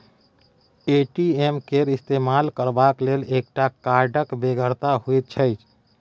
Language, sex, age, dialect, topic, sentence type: Maithili, male, 31-35, Bajjika, banking, statement